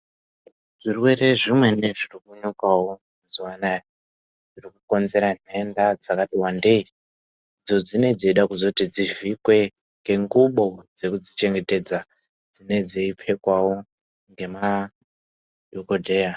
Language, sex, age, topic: Ndau, male, 25-35, health